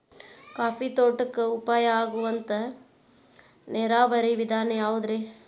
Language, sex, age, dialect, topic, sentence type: Kannada, male, 41-45, Dharwad Kannada, agriculture, question